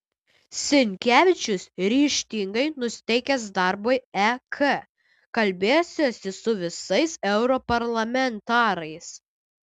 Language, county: Lithuanian, Utena